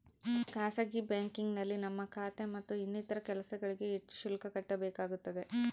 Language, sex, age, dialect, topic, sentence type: Kannada, female, 25-30, Central, banking, statement